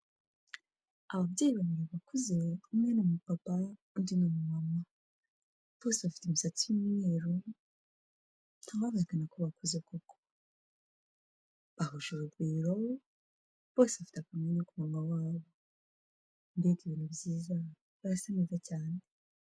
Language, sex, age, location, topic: Kinyarwanda, female, 25-35, Kigali, health